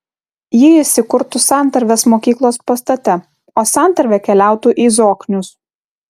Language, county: Lithuanian, Kaunas